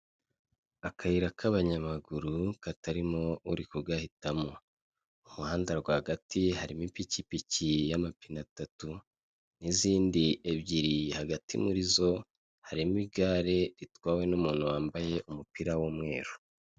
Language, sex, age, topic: Kinyarwanda, male, 25-35, government